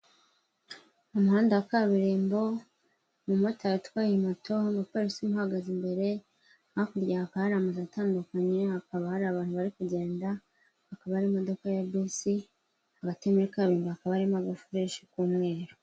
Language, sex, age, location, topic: Kinyarwanda, male, 36-49, Kigali, government